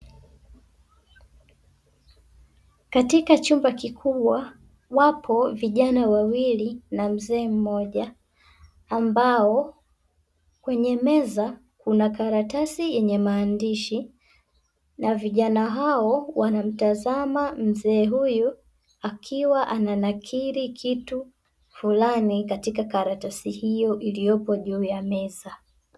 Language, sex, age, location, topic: Swahili, female, 18-24, Dar es Salaam, education